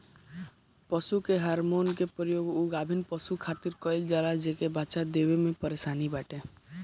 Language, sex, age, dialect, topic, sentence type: Bhojpuri, male, 18-24, Northern, agriculture, statement